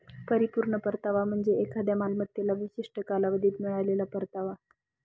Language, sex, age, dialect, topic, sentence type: Marathi, female, 41-45, Northern Konkan, banking, statement